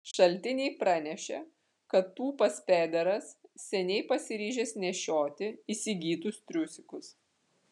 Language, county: Lithuanian, Vilnius